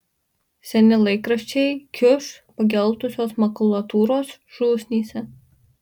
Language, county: Lithuanian, Marijampolė